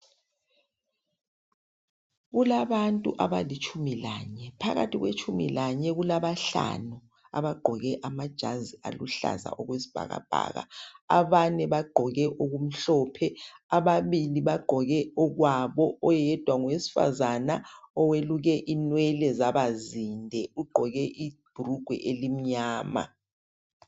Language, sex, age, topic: North Ndebele, male, 36-49, health